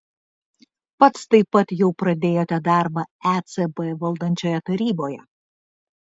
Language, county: Lithuanian, Vilnius